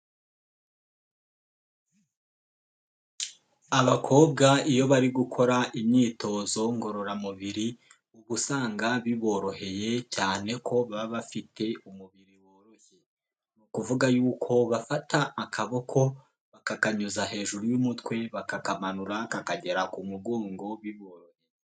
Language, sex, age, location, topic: Kinyarwanda, male, 18-24, Huye, health